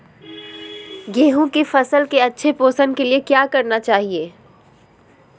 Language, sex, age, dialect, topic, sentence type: Magahi, female, 41-45, Southern, agriculture, question